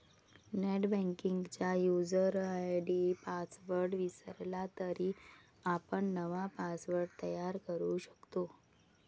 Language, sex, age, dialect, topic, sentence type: Marathi, female, 60-100, Varhadi, banking, statement